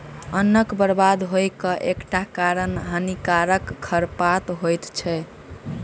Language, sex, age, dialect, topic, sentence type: Maithili, male, 25-30, Southern/Standard, agriculture, statement